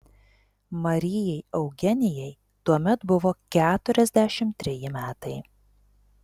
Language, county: Lithuanian, Telšiai